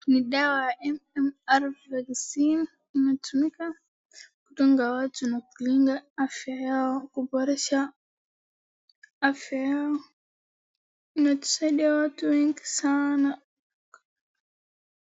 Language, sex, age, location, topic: Swahili, female, 36-49, Wajir, health